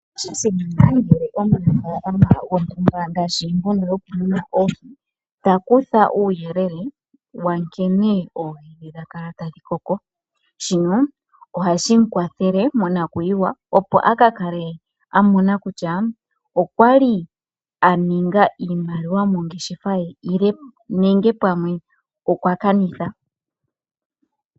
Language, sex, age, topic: Oshiwambo, male, 25-35, agriculture